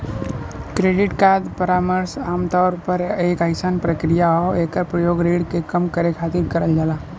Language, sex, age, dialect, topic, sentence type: Bhojpuri, male, 25-30, Western, banking, statement